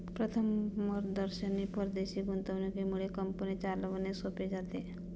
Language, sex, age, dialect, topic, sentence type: Marathi, female, 25-30, Standard Marathi, banking, statement